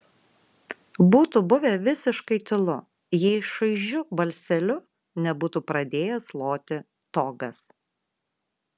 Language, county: Lithuanian, Vilnius